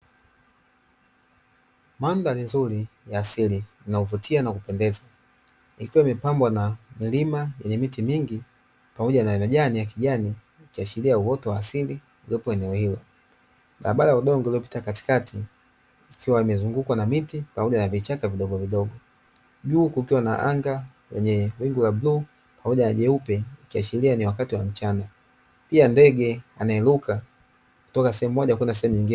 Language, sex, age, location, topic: Swahili, male, 25-35, Dar es Salaam, agriculture